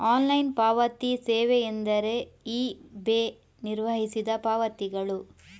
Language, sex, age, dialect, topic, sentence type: Kannada, female, 25-30, Coastal/Dakshin, banking, statement